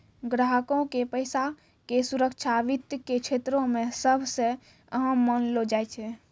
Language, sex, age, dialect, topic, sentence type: Maithili, female, 46-50, Angika, banking, statement